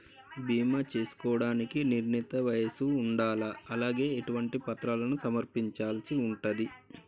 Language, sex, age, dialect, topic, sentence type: Telugu, male, 36-40, Telangana, banking, question